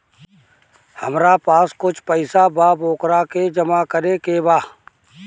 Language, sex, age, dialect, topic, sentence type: Bhojpuri, male, 36-40, Northern, banking, question